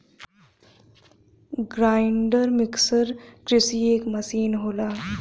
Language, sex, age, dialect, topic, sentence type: Bhojpuri, female, 18-24, Western, agriculture, statement